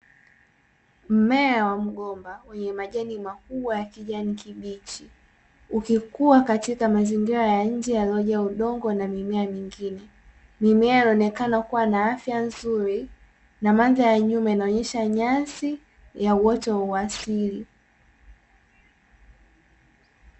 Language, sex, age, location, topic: Swahili, female, 18-24, Dar es Salaam, agriculture